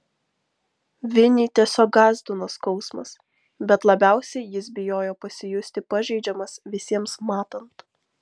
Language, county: Lithuanian, Vilnius